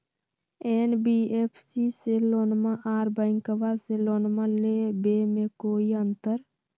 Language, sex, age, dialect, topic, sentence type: Magahi, female, 18-24, Western, banking, question